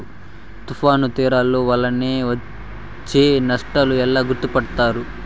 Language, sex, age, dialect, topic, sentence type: Telugu, male, 18-24, Southern, agriculture, question